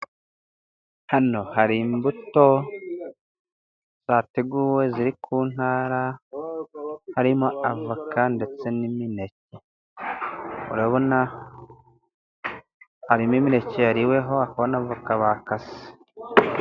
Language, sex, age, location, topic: Kinyarwanda, male, 18-24, Musanze, agriculture